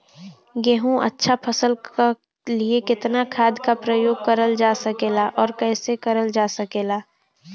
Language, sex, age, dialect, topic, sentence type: Bhojpuri, female, 18-24, Western, agriculture, question